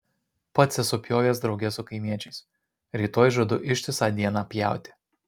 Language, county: Lithuanian, Marijampolė